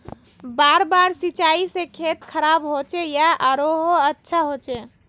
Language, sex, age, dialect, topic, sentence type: Magahi, female, 18-24, Northeastern/Surjapuri, agriculture, question